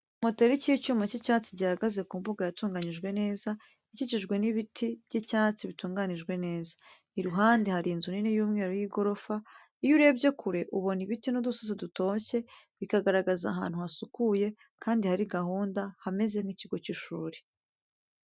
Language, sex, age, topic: Kinyarwanda, female, 18-24, education